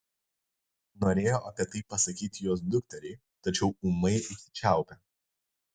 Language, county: Lithuanian, Kaunas